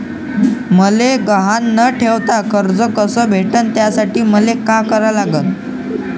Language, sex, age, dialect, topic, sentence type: Marathi, male, 25-30, Varhadi, banking, question